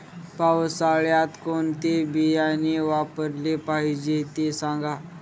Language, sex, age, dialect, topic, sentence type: Marathi, male, 18-24, Northern Konkan, agriculture, question